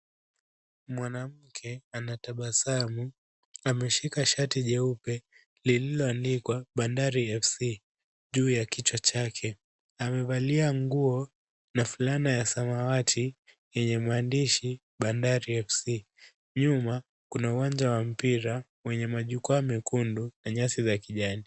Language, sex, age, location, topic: Swahili, male, 18-24, Kisumu, government